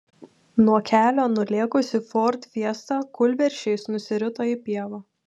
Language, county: Lithuanian, Telšiai